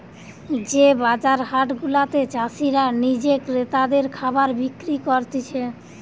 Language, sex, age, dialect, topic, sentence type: Bengali, female, 25-30, Western, agriculture, statement